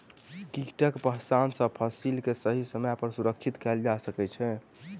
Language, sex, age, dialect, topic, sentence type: Maithili, male, 18-24, Southern/Standard, agriculture, statement